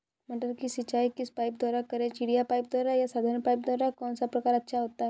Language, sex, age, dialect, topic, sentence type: Hindi, female, 18-24, Awadhi Bundeli, agriculture, question